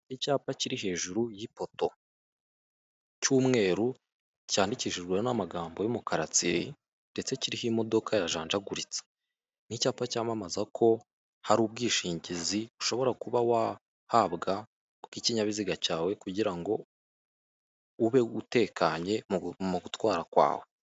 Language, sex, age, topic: Kinyarwanda, male, 25-35, finance